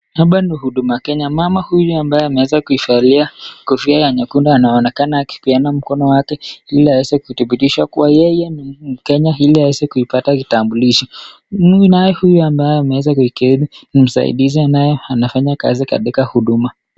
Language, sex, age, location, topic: Swahili, male, 25-35, Nakuru, government